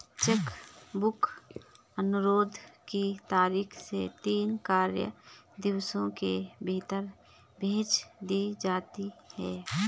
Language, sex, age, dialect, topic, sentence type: Hindi, female, 36-40, Garhwali, banking, statement